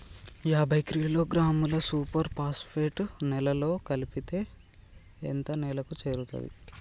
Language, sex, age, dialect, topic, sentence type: Telugu, male, 18-24, Telangana, agriculture, question